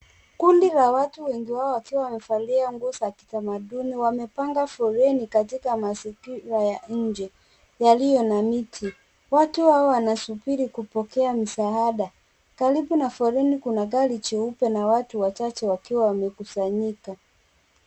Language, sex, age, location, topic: Swahili, female, 18-24, Kisumu, health